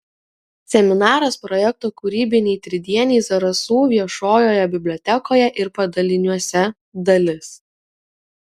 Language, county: Lithuanian, Kaunas